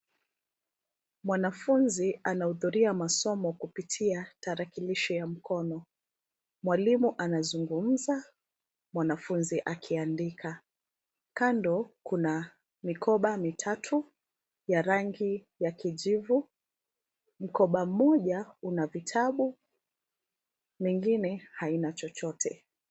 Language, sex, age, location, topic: Swahili, female, 25-35, Nairobi, education